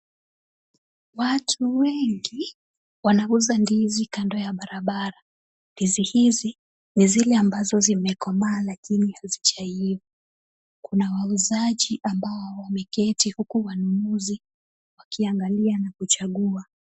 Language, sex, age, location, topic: Swahili, female, 25-35, Kisumu, agriculture